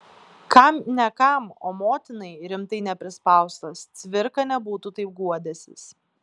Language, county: Lithuanian, Klaipėda